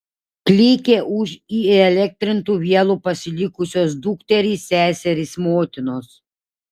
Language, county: Lithuanian, Šiauliai